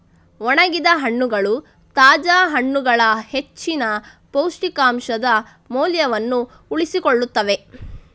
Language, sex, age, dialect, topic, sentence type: Kannada, female, 60-100, Coastal/Dakshin, agriculture, statement